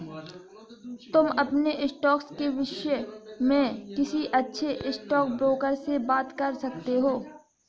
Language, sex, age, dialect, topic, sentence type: Hindi, female, 56-60, Hindustani Malvi Khadi Boli, banking, statement